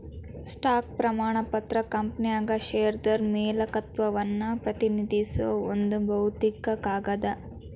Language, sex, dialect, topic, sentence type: Kannada, female, Dharwad Kannada, banking, statement